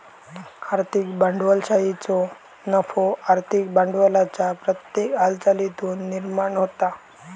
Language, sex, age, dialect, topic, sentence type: Marathi, male, 18-24, Southern Konkan, banking, statement